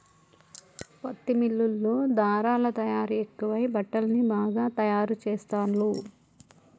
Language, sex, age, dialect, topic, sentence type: Telugu, male, 36-40, Telangana, agriculture, statement